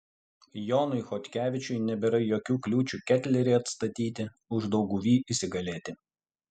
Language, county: Lithuanian, Utena